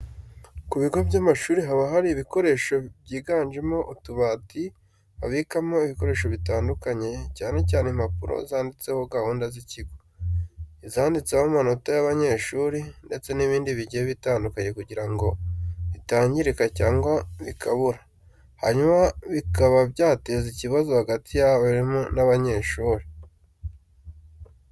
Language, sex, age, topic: Kinyarwanda, male, 18-24, education